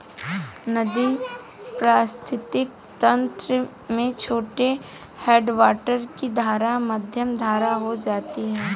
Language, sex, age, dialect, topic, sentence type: Hindi, female, 18-24, Hindustani Malvi Khadi Boli, agriculture, statement